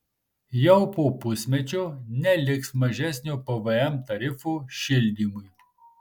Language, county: Lithuanian, Marijampolė